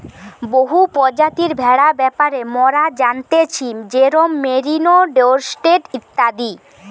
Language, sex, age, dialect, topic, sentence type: Bengali, female, 18-24, Western, agriculture, statement